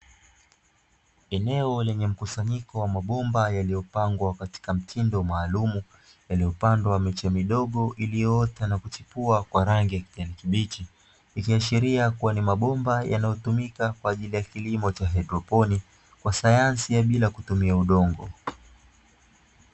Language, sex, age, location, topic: Swahili, male, 25-35, Dar es Salaam, agriculture